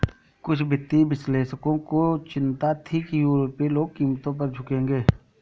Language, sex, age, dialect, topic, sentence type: Hindi, male, 18-24, Awadhi Bundeli, banking, statement